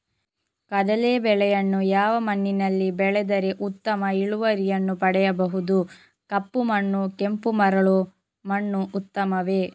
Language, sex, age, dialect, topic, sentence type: Kannada, female, 25-30, Coastal/Dakshin, agriculture, question